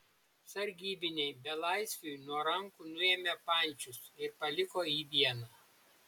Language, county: Lithuanian, Šiauliai